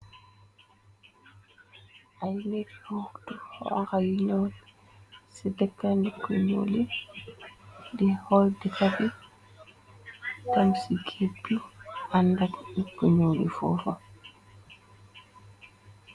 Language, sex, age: Wolof, female, 18-24